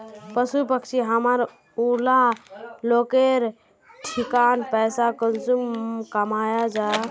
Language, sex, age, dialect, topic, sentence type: Magahi, female, 18-24, Northeastern/Surjapuri, agriculture, question